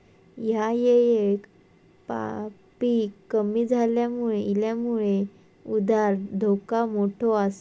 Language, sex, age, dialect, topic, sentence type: Marathi, male, 18-24, Southern Konkan, banking, statement